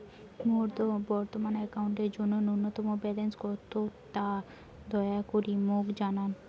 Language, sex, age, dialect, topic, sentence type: Bengali, female, 18-24, Rajbangshi, banking, statement